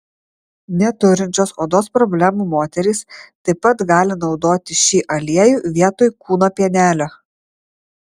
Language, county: Lithuanian, Vilnius